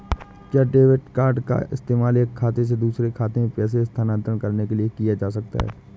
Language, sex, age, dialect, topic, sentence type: Hindi, male, 25-30, Awadhi Bundeli, banking, question